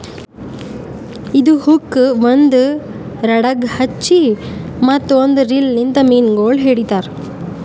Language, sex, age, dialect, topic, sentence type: Kannada, male, 25-30, Northeastern, agriculture, statement